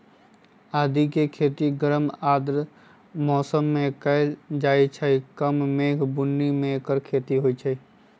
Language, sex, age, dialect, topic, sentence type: Magahi, female, 51-55, Western, agriculture, statement